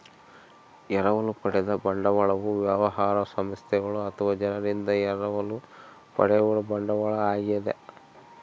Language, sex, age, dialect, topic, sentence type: Kannada, male, 36-40, Central, banking, statement